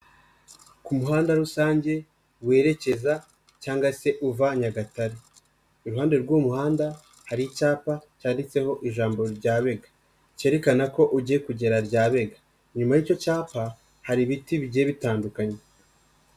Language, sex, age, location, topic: Kinyarwanda, male, 25-35, Nyagatare, government